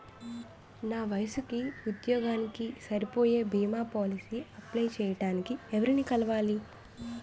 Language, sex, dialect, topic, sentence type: Telugu, female, Utterandhra, banking, question